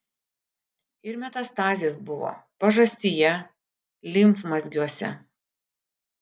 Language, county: Lithuanian, Kaunas